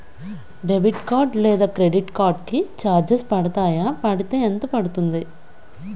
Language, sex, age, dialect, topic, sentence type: Telugu, female, 25-30, Utterandhra, banking, question